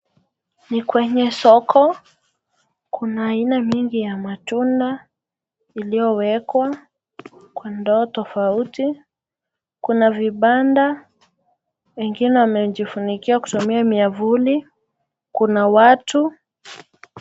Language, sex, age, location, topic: Swahili, female, 18-24, Nakuru, finance